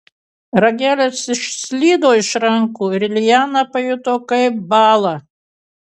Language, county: Lithuanian, Kaunas